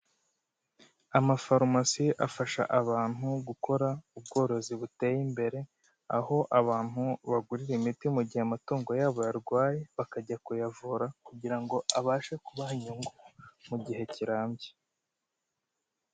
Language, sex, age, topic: Kinyarwanda, male, 25-35, agriculture